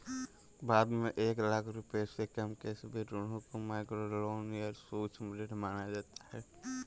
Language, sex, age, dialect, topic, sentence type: Hindi, male, 18-24, Kanauji Braj Bhasha, banking, statement